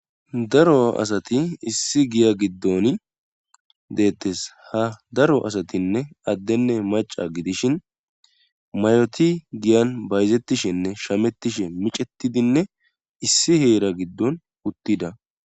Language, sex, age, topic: Gamo, male, 18-24, government